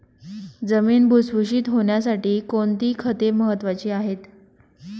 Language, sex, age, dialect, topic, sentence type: Marathi, female, 25-30, Northern Konkan, agriculture, question